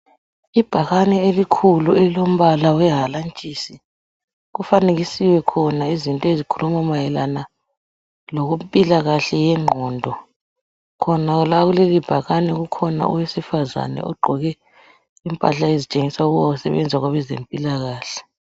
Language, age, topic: North Ndebele, 36-49, health